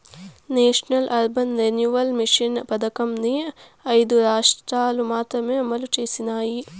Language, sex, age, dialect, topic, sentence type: Telugu, female, 18-24, Southern, banking, statement